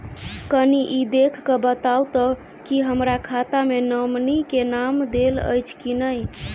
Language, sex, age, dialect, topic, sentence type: Maithili, female, 18-24, Southern/Standard, banking, question